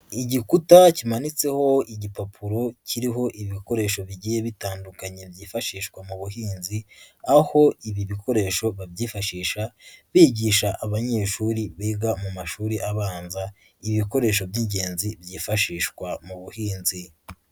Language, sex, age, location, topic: Kinyarwanda, male, 25-35, Huye, education